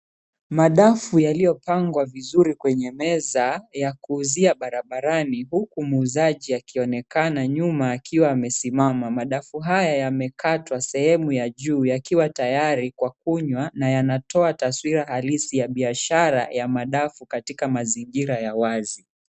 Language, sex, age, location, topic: Swahili, male, 25-35, Mombasa, agriculture